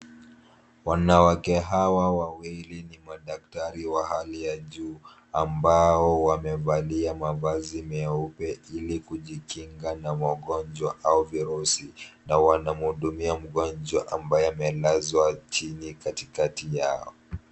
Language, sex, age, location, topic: Swahili, male, 36-49, Kisumu, health